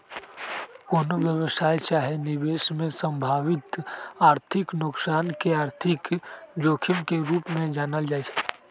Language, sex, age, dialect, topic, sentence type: Magahi, male, 18-24, Western, banking, statement